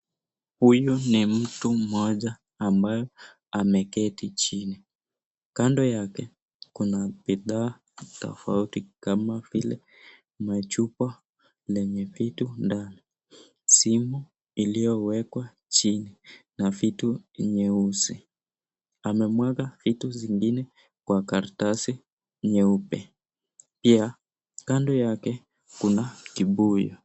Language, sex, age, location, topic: Swahili, male, 18-24, Nakuru, health